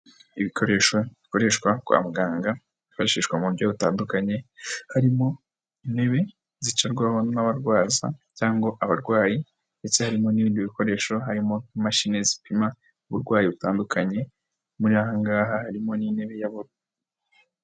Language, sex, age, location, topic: Kinyarwanda, female, 18-24, Huye, health